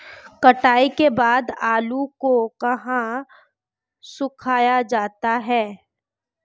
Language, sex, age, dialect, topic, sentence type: Hindi, female, 25-30, Marwari Dhudhari, agriculture, question